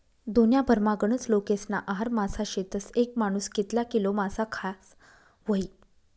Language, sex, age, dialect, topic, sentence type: Marathi, female, 25-30, Northern Konkan, agriculture, statement